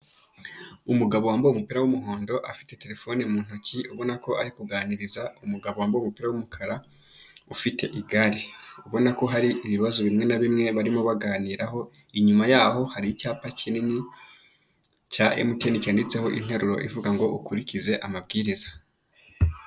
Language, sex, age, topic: Kinyarwanda, male, 25-35, finance